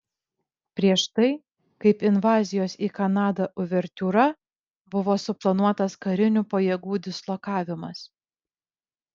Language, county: Lithuanian, Vilnius